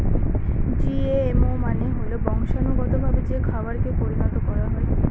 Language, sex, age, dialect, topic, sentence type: Bengali, female, 60-100, Northern/Varendri, agriculture, statement